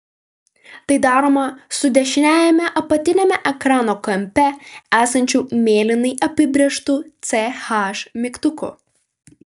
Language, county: Lithuanian, Vilnius